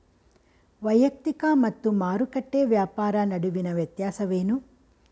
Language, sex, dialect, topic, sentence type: Kannada, female, Mysore Kannada, agriculture, question